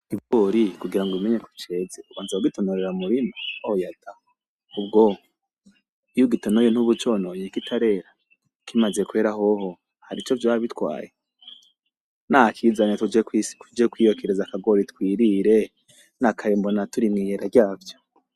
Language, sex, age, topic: Rundi, male, 25-35, agriculture